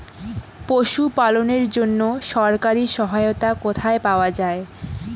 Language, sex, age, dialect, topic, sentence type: Bengali, female, 18-24, Rajbangshi, agriculture, question